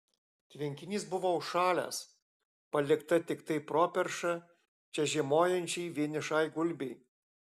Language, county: Lithuanian, Alytus